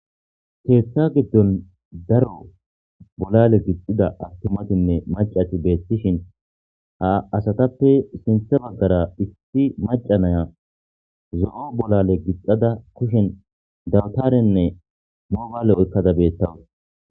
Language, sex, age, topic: Gamo, male, 25-35, government